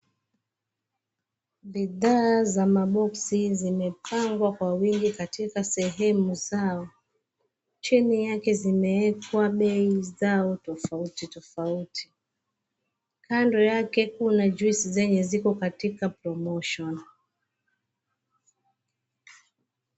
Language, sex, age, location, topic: Swahili, female, 25-35, Mombasa, government